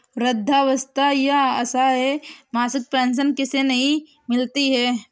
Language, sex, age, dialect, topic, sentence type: Hindi, male, 25-30, Kanauji Braj Bhasha, banking, question